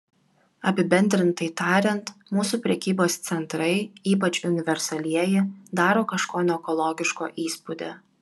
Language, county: Lithuanian, Vilnius